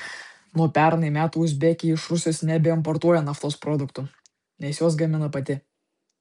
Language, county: Lithuanian, Vilnius